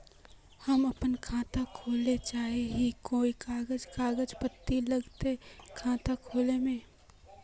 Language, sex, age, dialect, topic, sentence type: Magahi, female, 18-24, Northeastern/Surjapuri, banking, question